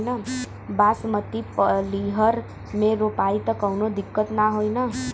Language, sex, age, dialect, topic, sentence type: Bhojpuri, female, 18-24, Western, agriculture, question